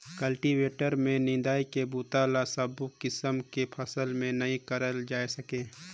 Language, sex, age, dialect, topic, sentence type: Chhattisgarhi, male, 25-30, Northern/Bhandar, agriculture, statement